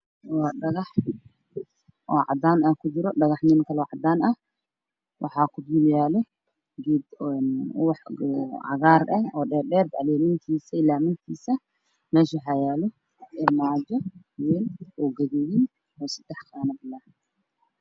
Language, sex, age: Somali, male, 18-24